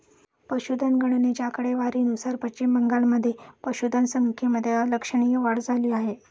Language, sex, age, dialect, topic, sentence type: Marathi, female, 31-35, Standard Marathi, agriculture, statement